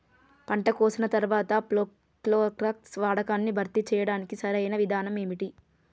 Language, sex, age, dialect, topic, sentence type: Telugu, female, 25-30, Telangana, agriculture, question